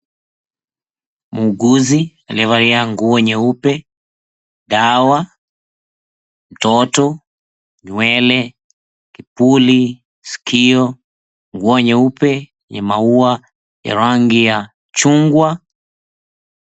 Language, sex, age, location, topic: Swahili, male, 36-49, Mombasa, health